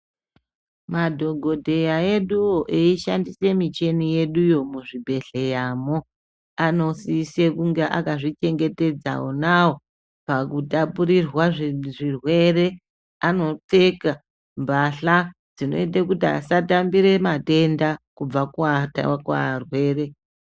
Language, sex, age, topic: Ndau, male, 18-24, health